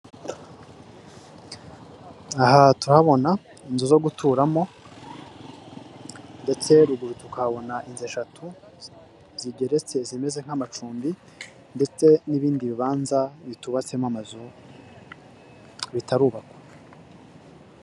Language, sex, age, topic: Kinyarwanda, male, 18-24, government